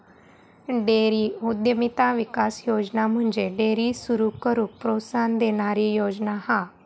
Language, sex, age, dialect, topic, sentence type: Marathi, female, 31-35, Southern Konkan, agriculture, statement